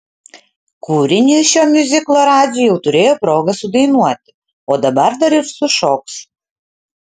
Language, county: Lithuanian, Utena